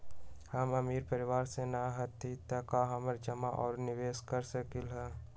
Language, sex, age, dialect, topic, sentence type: Magahi, male, 18-24, Western, banking, question